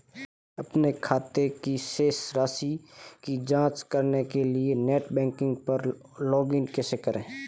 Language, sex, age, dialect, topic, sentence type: Hindi, male, 25-30, Marwari Dhudhari, banking, question